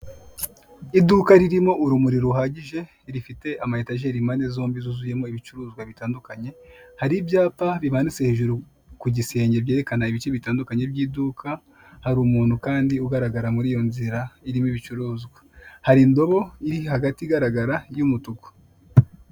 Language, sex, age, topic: Kinyarwanda, male, 25-35, finance